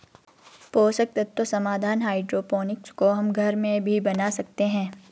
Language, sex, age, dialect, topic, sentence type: Hindi, female, 56-60, Garhwali, agriculture, statement